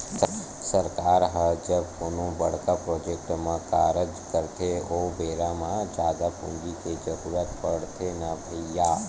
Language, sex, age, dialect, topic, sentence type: Chhattisgarhi, male, 18-24, Western/Budati/Khatahi, banking, statement